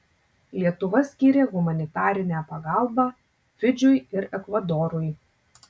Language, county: Lithuanian, Tauragė